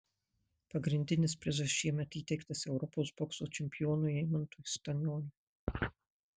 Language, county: Lithuanian, Marijampolė